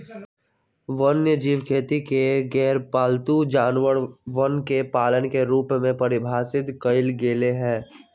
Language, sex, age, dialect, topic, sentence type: Magahi, male, 18-24, Western, agriculture, statement